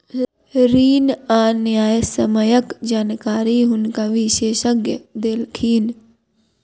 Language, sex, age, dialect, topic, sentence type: Maithili, female, 41-45, Southern/Standard, banking, statement